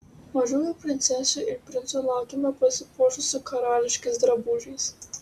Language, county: Lithuanian, Utena